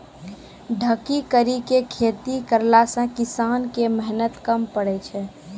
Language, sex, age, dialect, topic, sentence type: Maithili, female, 18-24, Angika, agriculture, statement